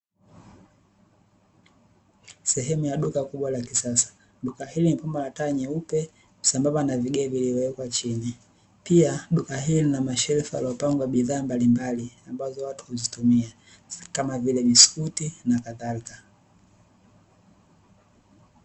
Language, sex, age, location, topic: Swahili, male, 18-24, Dar es Salaam, finance